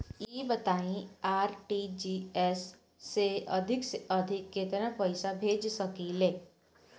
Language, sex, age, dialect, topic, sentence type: Bhojpuri, female, 18-24, Southern / Standard, banking, question